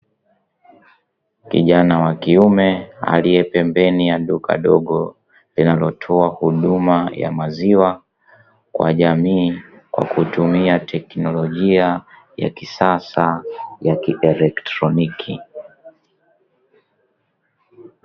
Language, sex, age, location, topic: Swahili, male, 25-35, Dar es Salaam, finance